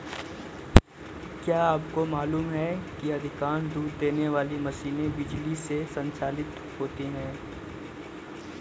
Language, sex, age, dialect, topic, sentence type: Hindi, male, 25-30, Kanauji Braj Bhasha, agriculture, statement